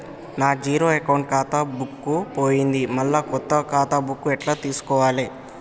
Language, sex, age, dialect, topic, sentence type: Telugu, male, 18-24, Telangana, banking, question